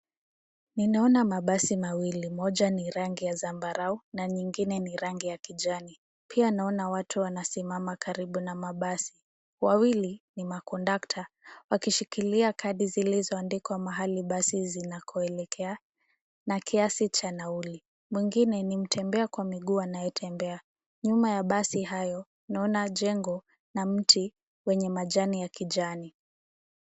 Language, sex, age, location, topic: Swahili, female, 18-24, Nairobi, government